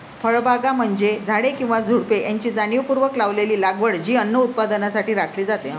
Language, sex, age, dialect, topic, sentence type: Marathi, female, 56-60, Varhadi, agriculture, statement